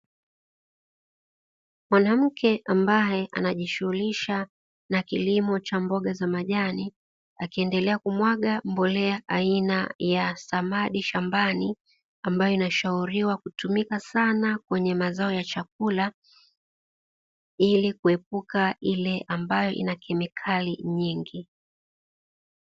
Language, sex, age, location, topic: Swahili, female, 25-35, Dar es Salaam, health